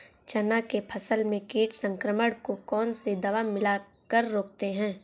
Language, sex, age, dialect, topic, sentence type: Hindi, female, 18-24, Awadhi Bundeli, agriculture, question